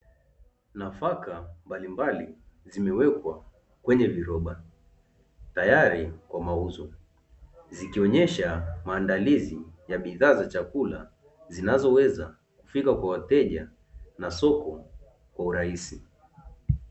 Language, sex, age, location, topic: Swahili, male, 25-35, Dar es Salaam, agriculture